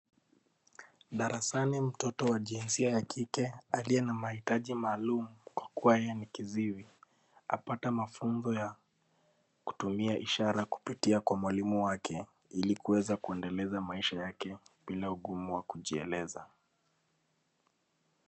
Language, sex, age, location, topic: Swahili, male, 25-35, Nairobi, education